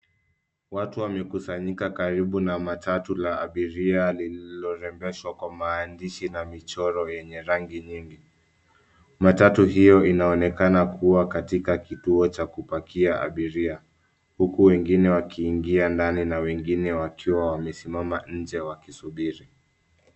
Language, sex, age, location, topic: Swahili, male, 25-35, Nairobi, government